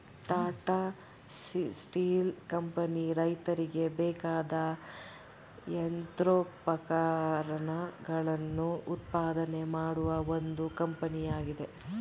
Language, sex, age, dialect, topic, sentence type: Kannada, female, 36-40, Mysore Kannada, agriculture, statement